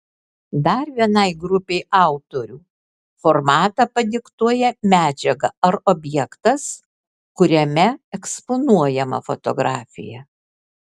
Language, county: Lithuanian, Kaunas